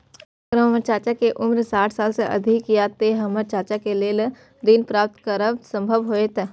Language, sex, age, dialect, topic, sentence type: Maithili, female, 18-24, Eastern / Thethi, banking, statement